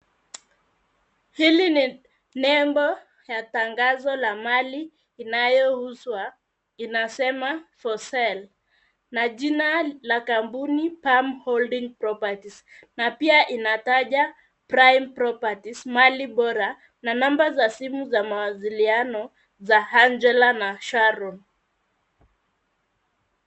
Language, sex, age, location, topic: Swahili, female, 50+, Nairobi, finance